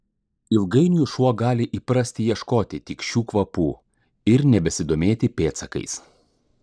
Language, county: Lithuanian, Klaipėda